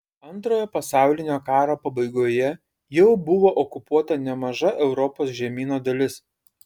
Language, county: Lithuanian, Kaunas